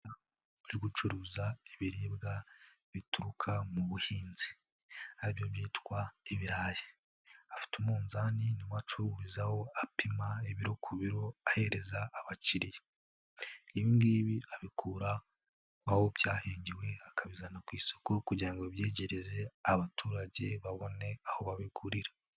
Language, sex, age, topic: Kinyarwanda, male, 18-24, agriculture